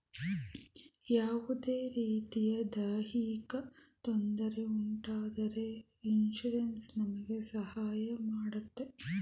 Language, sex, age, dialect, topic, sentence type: Kannada, female, 31-35, Mysore Kannada, banking, statement